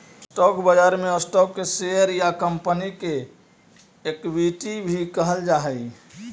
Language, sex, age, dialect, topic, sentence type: Magahi, male, 25-30, Central/Standard, banking, statement